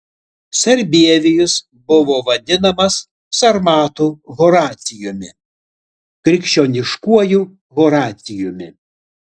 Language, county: Lithuanian, Utena